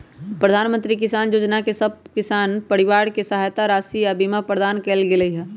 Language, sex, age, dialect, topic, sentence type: Magahi, male, 31-35, Western, agriculture, statement